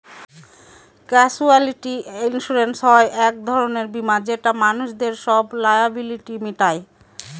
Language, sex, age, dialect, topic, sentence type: Bengali, female, 31-35, Northern/Varendri, banking, statement